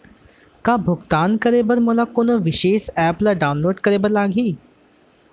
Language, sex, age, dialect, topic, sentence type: Chhattisgarhi, male, 18-24, Central, banking, question